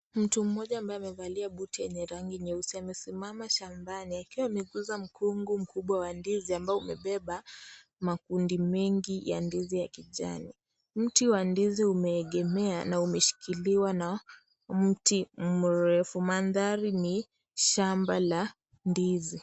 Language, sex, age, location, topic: Swahili, female, 25-35, Kisii, agriculture